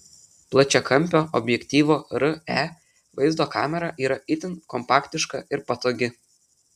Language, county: Lithuanian, Telšiai